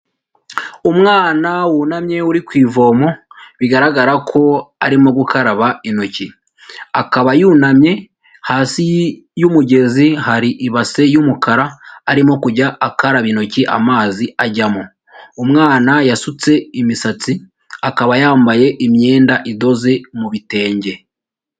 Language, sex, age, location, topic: Kinyarwanda, female, 18-24, Huye, health